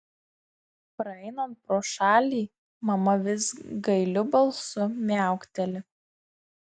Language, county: Lithuanian, Marijampolė